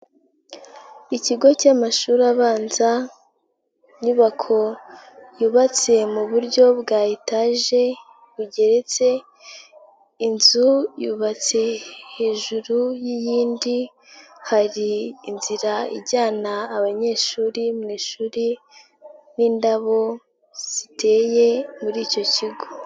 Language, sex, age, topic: Kinyarwanda, female, 18-24, education